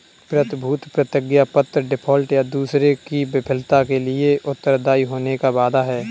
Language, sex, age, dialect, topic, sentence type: Hindi, male, 18-24, Kanauji Braj Bhasha, banking, statement